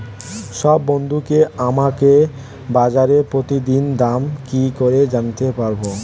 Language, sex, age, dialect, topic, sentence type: Bengali, male, 18-24, Standard Colloquial, agriculture, question